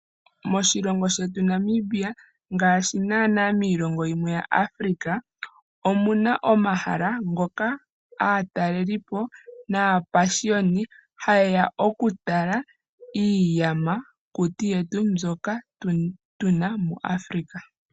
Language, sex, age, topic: Oshiwambo, female, 18-24, agriculture